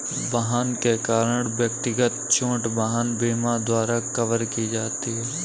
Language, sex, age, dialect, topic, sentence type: Hindi, male, 18-24, Kanauji Braj Bhasha, banking, statement